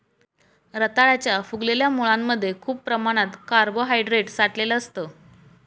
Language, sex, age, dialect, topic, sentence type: Marathi, female, 25-30, Northern Konkan, agriculture, statement